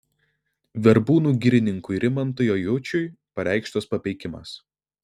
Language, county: Lithuanian, Vilnius